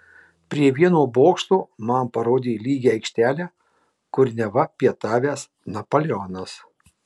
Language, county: Lithuanian, Marijampolė